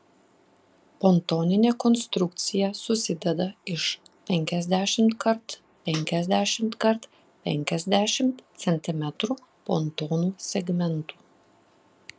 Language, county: Lithuanian, Klaipėda